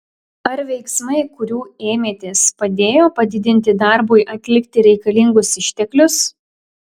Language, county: Lithuanian, Klaipėda